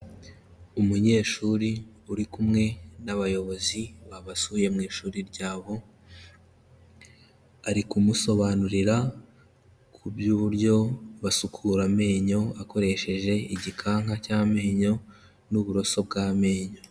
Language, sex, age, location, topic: Kinyarwanda, male, 18-24, Kigali, health